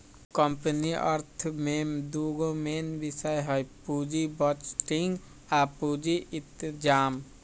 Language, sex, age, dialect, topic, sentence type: Magahi, male, 56-60, Western, banking, statement